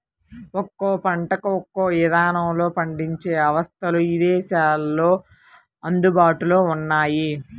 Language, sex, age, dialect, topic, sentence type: Telugu, female, 25-30, Central/Coastal, agriculture, statement